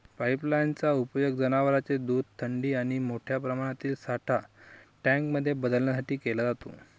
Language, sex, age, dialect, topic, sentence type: Marathi, male, 51-55, Northern Konkan, agriculture, statement